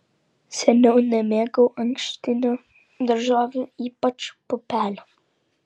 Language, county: Lithuanian, Vilnius